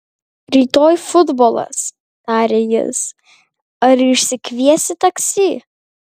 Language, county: Lithuanian, Kaunas